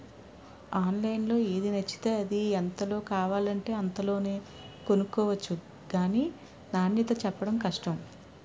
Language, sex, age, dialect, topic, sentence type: Telugu, female, 36-40, Utterandhra, agriculture, statement